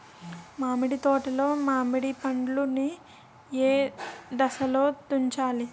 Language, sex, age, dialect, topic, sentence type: Telugu, female, 18-24, Utterandhra, agriculture, question